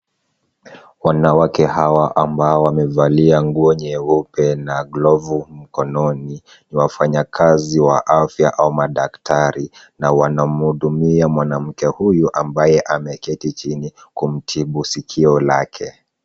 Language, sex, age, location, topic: Swahili, male, 36-49, Kisumu, health